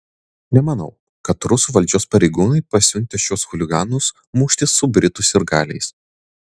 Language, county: Lithuanian, Vilnius